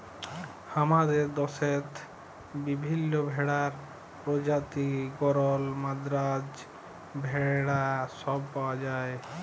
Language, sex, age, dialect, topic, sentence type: Bengali, male, 25-30, Jharkhandi, agriculture, statement